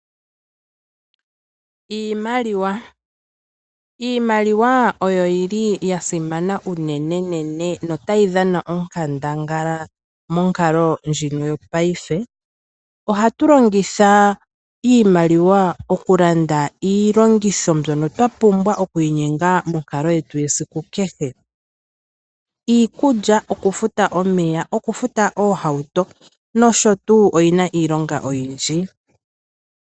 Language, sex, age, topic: Oshiwambo, female, 25-35, finance